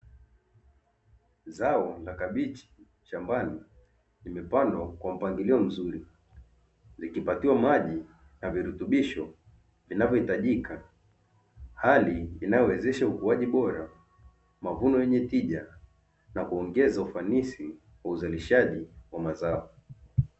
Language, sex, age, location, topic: Swahili, male, 25-35, Dar es Salaam, agriculture